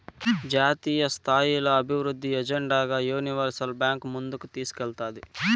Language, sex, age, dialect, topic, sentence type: Telugu, male, 18-24, Southern, banking, statement